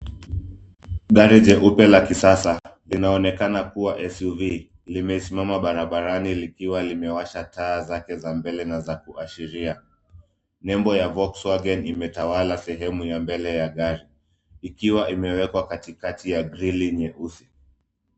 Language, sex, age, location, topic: Swahili, male, 25-35, Nairobi, finance